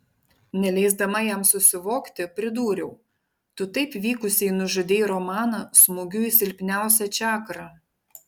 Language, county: Lithuanian, Panevėžys